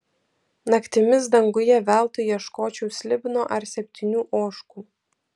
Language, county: Lithuanian, Vilnius